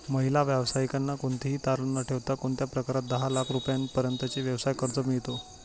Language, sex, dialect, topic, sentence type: Marathi, male, Standard Marathi, banking, question